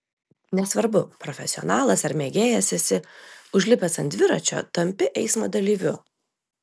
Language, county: Lithuanian, Telšiai